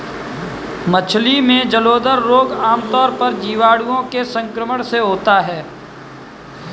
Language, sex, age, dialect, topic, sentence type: Hindi, male, 18-24, Kanauji Braj Bhasha, agriculture, statement